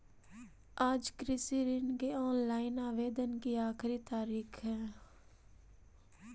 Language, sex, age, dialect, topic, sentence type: Magahi, female, 18-24, Central/Standard, banking, statement